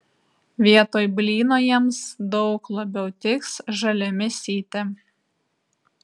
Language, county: Lithuanian, Vilnius